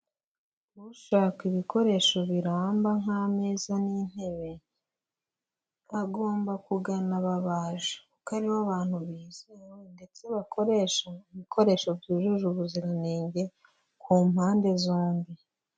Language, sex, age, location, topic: Kinyarwanda, female, 25-35, Huye, finance